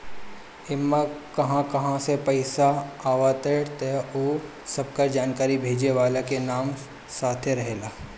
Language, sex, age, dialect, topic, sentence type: Bhojpuri, male, 18-24, Northern, banking, statement